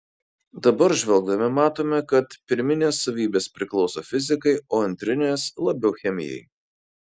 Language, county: Lithuanian, Kaunas